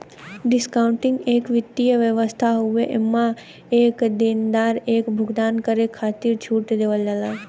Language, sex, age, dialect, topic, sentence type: Bhojpuri, female, 18-24, Western, banking, statement